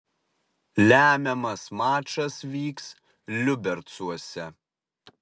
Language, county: Lithuanian, Utena